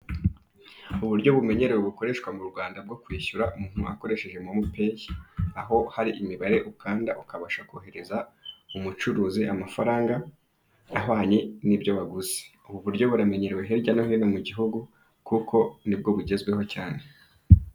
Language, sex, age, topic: Kinyarwanda, male, 25-35, finance